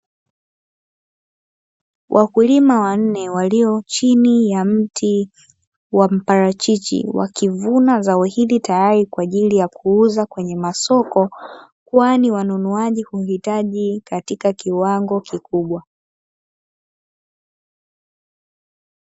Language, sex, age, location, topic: Swahili, female, 18-24, Dar es Salaam, agriculture